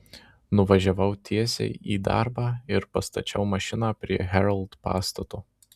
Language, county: Lithuanian, Marijampolė